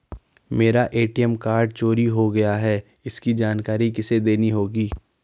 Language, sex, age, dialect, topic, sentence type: Hindi, male, 41-45, Garhwali, banking, question